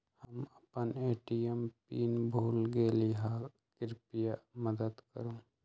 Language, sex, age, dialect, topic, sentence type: Magahi, male, 60-100, Western, banking, statement